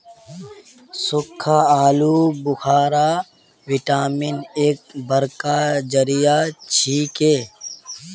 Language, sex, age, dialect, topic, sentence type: Magahi, male, 18-24, Northeastern/Surjapuri, agriculture, statement